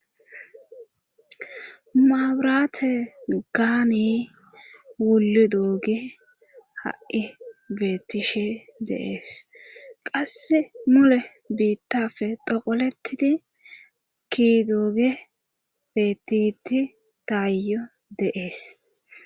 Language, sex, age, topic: Gamo, female, 25-35, government